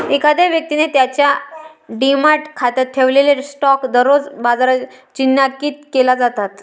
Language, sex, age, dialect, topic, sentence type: Marathi, male, 31-35, Varhadi, banking, statement